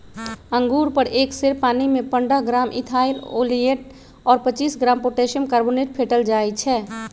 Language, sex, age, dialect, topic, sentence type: Magahi, male, 25-30, Western, agriculture, statement